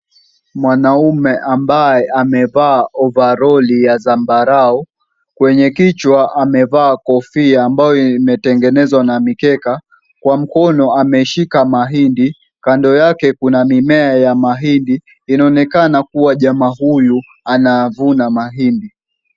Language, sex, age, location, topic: Swahili, male, 18-24, Kisumu, agriculture